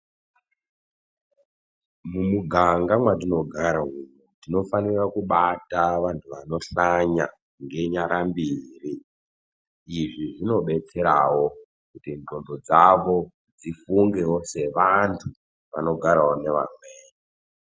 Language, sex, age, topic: Ndau, male, 18-24, health